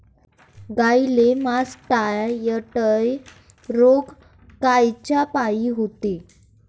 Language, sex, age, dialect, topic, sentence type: Marathi, female, 25-30, Varhadi, agriculture, question